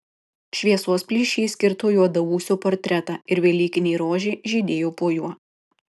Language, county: Lithuanian, Kaunas